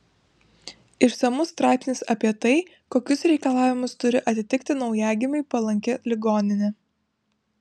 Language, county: Lithuanian, Vilnius